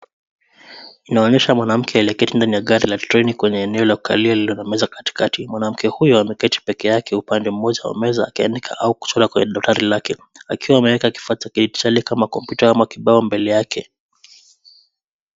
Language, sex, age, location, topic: Swahili, male, 25-35, Nairobi, education